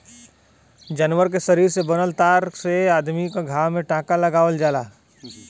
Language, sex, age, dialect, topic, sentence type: Bhojpuri, male, 31-35, Western, agriculture, statement